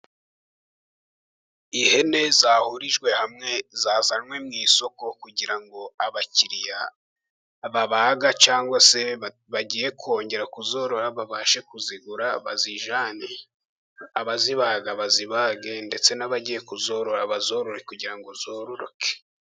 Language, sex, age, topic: Kinyarwanda, male, 18-24, agriculture